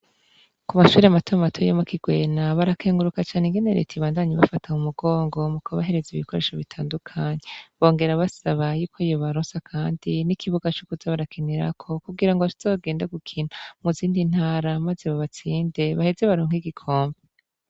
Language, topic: Rundi, education